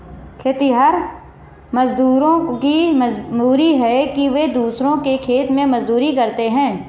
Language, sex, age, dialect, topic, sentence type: Hindi, female, 25-30, Marwari Dhudhari, agriculture, statement